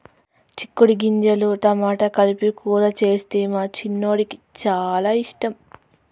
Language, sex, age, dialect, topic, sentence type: Telugu, female, 36-40, Telangana, agriculture, statement